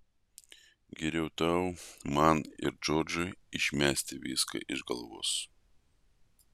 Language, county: Lithuanian, Vilnius